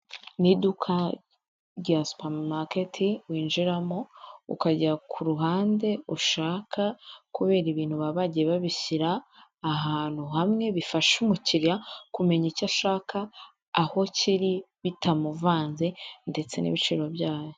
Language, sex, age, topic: Kinyarwanda, female, 25-35, finance